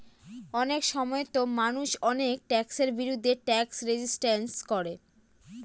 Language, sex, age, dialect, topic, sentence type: Bengali, female, 18-24, Northern/Varendri, banking, statement